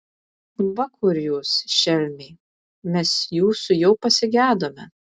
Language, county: Lithuanian, Vilnius